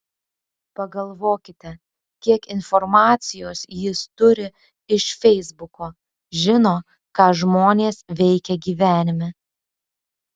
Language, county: Lithuanian, Alytus